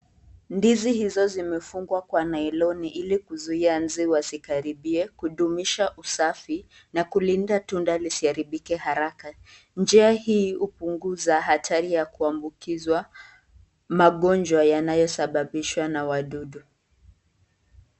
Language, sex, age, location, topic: Swahili, female, 25-35, Nakuru, agriculture